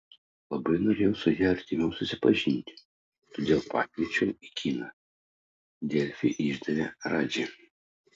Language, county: Lithuanian, Utena